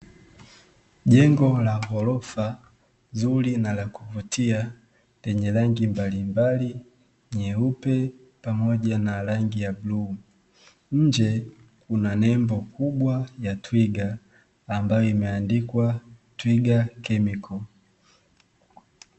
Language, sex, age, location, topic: Swahili, male, 25-35, Dar es Salaam, agriculture